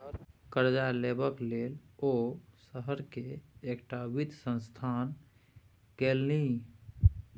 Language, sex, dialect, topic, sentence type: Maithili, male, Bajjika, banking, statement